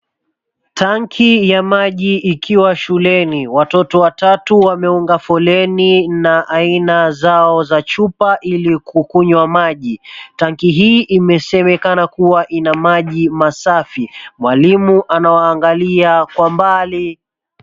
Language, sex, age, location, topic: Swahili, male, 25-35, Mombasa, health